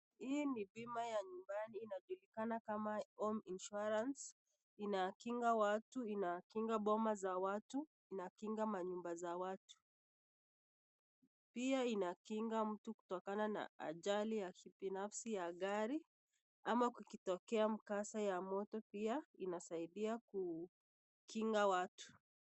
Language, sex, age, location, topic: Swahili, female, 25-35, Nakuru, finance